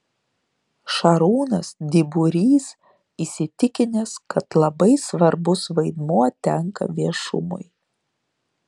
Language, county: Lithuanian, Šiauliai